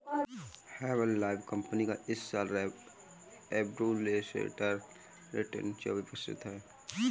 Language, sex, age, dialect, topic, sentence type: Hindi, male, 18-24, Kanauji Braj Bhasha, banking, statement